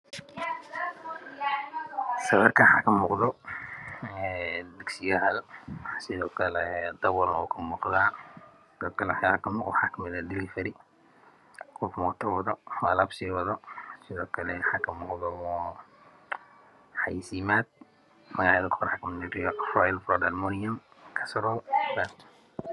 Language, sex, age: Somali, male, 25-35